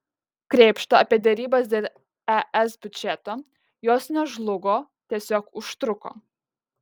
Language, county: Lithuanian, Kaunas